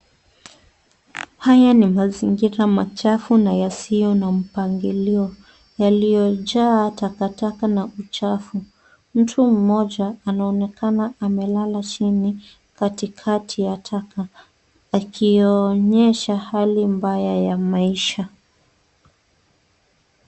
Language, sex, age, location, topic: Swahili, female, 25-35, Nairobi, government